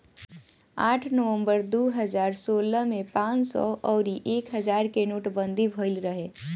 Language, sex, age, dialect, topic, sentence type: Bhojpuri, female, <18, Northern, banking, statement